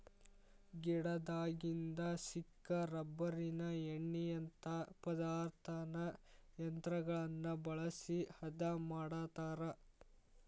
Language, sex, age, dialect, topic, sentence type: Kannada, male, 18-24, Dharwad Kannada, agriculture, statement